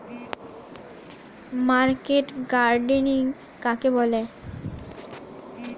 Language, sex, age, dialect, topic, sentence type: Bengali, female, 25-30, Standard Colloquial, agriculture, question